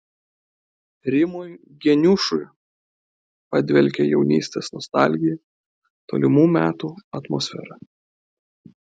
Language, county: Lithuanian, Klaipėda